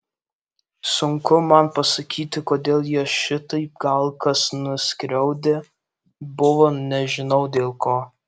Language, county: Lithuanian, Alytus